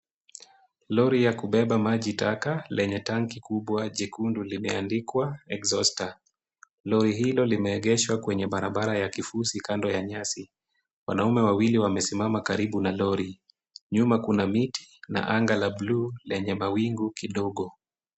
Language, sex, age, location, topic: Swahili, male, 25-35, Kisumu, health